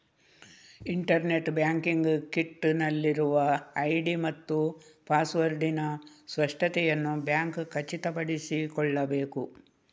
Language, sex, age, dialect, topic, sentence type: Kannada, female, 36-40, Coastal/Dakshin, banking, statement